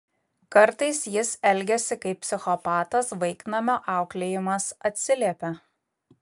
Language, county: Lithuanian, Kaunas